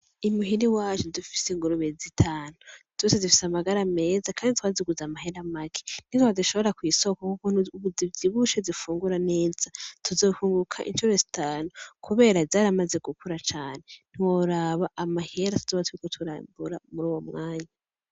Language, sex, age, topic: Rundi, female, 18-24, agriculture